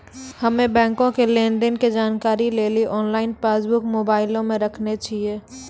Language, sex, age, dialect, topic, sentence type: Maithili, female, 18-24, Angika, banking, statement